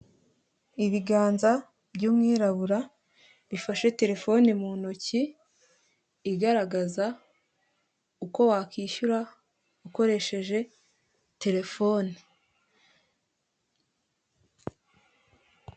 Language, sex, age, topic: Kinyarwanda, female, 18-24, finance